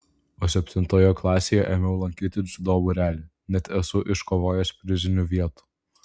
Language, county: Lithuanian, Vilnius